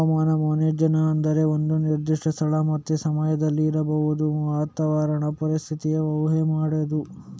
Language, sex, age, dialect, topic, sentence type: Kannada, male, 36-40, Coastal/Dakshin, agriculture, statement